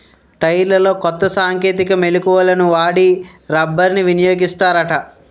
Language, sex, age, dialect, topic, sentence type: Telugu, male, 60-100, Utterandhra, agriculture, statement